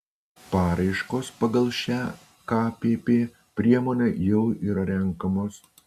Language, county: Lithuanian, Utena